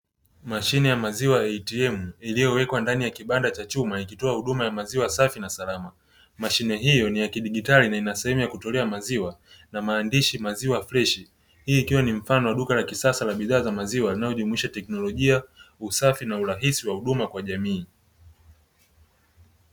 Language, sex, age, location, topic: Swahili, male, 25-35, Dar es Salaam, finance